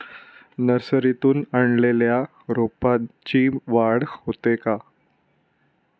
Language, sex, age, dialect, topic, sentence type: Marathi, male, 25-30, Standard Marathi, agriculture, question